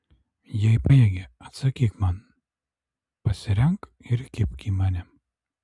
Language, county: Lithuanian, Alytus